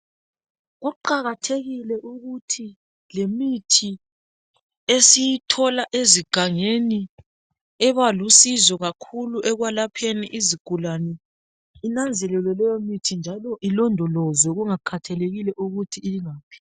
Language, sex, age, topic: North Ndebele, male, 36-49, health